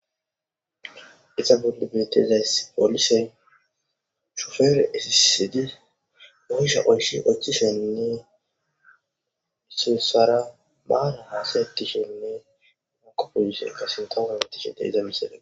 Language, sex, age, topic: Gamo, male, 25-35, government